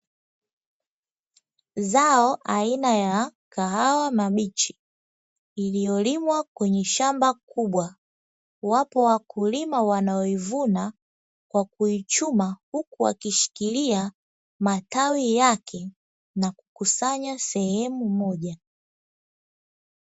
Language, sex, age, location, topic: Swahili, female, 25-35, Dar es Salaam, agriculture